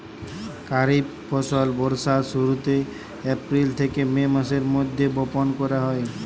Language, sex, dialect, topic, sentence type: Bengali, male, Western, agriculture, statement